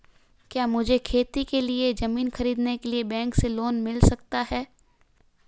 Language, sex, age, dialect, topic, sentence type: Hindi, female, 18-24, Marwari Dhudhari, agriculture, question